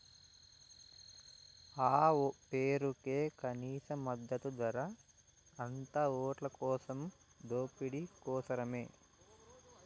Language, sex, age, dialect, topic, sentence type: Telugu, male, 18-24, Southern, agriculture, statement